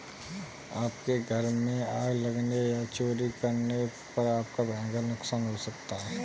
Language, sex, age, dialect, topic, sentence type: Hindi, male, 18-24, Kanauji Braj Bhasha, banking, statement